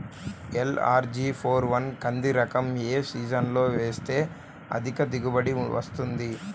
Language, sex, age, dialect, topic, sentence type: Telugu, male, 18-24, Central/Coastal, agriculture, question